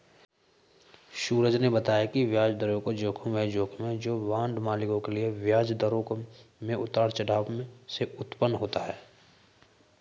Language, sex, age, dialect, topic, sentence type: Hindi, male, 18-24, Hindustani Malvi Khadi Boli, banking, statement